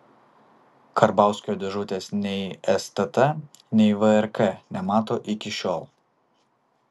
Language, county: Lithuanian, Vilnius